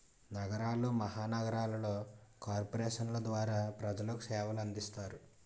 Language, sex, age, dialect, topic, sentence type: Telugu, male, 18-24, Utterandhra, banking, statement